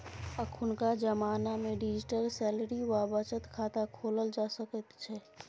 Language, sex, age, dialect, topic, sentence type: Maithili, female, 18-24, Bajjika, banking, statement